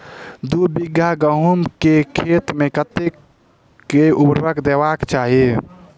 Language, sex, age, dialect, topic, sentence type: Maithili, male, 18-24, Southern/Standard, agriculture, question